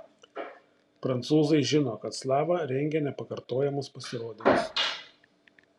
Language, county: Lithuanian, Šiauliai